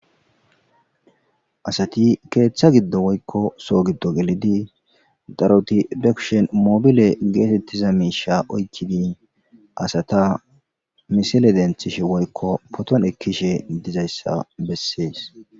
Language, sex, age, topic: Gamo, male, 18-24, government